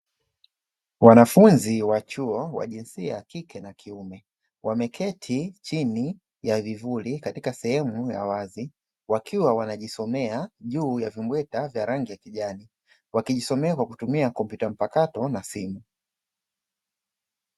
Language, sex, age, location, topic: Swahili, male, 25-35, Dar es Salaam, education